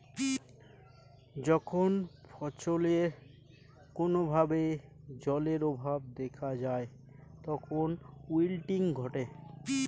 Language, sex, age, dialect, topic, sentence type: Bengali, male, 18-24, Rajbangshi, agriculture, statement